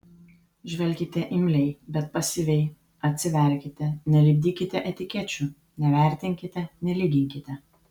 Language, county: Lithuanian, Vilnius